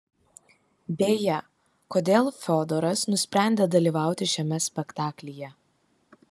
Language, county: Lithuanian, Kaunas